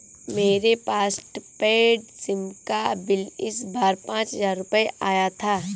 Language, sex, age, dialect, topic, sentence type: Hindi, female, 18-24, Kanauji Braj Bhasha, banking, statement